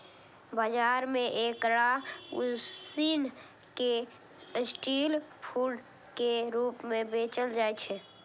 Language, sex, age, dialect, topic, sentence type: Maithili, female, 31-35, Eastern / Thethi, agriculture, statement